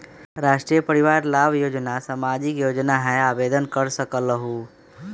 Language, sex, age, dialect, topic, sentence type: Magahi, male, 25-30, Western, banking, question